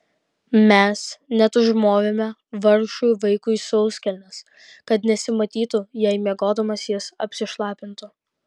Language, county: Lithuanian, Kaunas